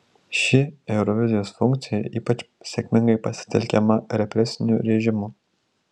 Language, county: Lithuanian, Tauragė